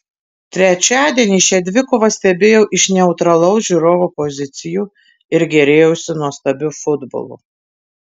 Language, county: Lithuanian, Tauragė